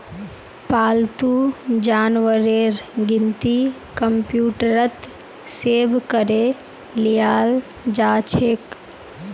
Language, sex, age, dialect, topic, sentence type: Magahi, female, 18-24, Northeastern/Surjapuri, agriculture, statement